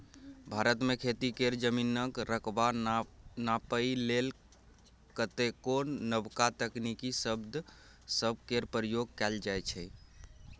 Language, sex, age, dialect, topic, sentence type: Maithili, male, 18-24, Bajjika, agriculture, statement